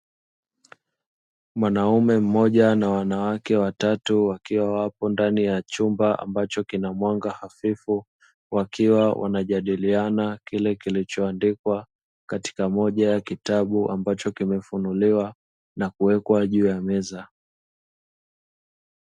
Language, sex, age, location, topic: Swahili, male, 25-35, Dar es Salaam, education